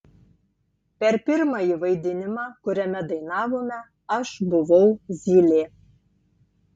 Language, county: Lithuanian, Tauragė